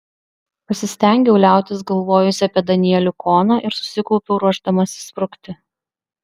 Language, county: Lithuanian, Vilnius